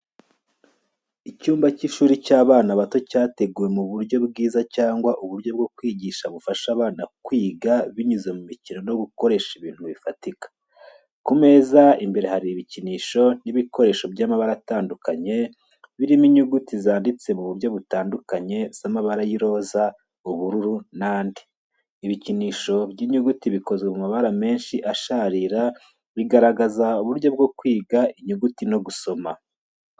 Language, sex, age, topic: Kinyarwanda, male, 25-35, education